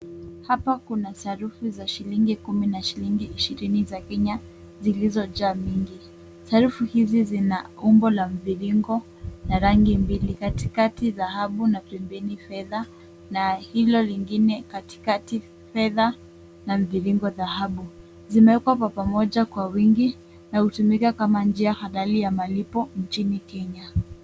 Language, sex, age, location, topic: Swahili, female, 18-24, Kisumu, finance